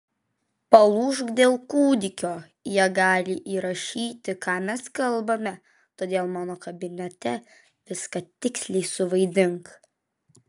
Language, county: Lithuanian, Vilnius